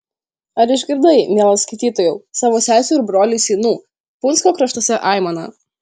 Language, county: Lithuanian, Šiauliai